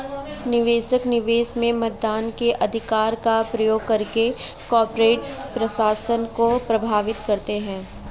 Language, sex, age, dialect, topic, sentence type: Hindi, female, 25-30, Marwari Dhudhari, banking, statement